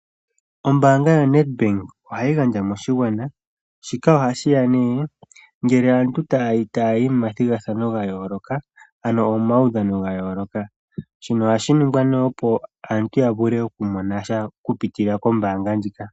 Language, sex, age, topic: Oshiwambo, female, 18-24, finance